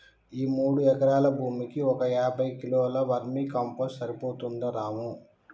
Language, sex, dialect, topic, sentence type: Telugu, male, Telangana, agriculture, statement